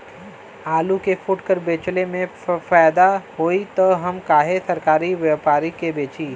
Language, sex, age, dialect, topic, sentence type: Bhojpuri, male, 18-24, Western, agriculture, question